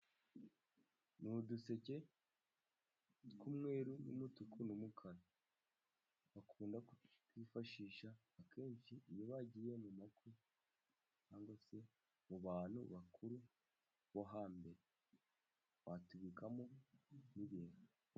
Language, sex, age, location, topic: Kinyarwanda, male, 18-24, Musanze, government